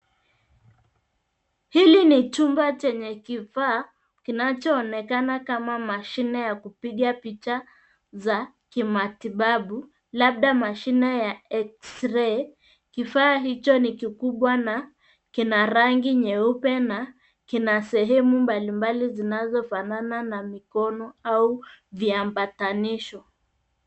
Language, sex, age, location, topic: Swahili, female, 50+, Nairobi, health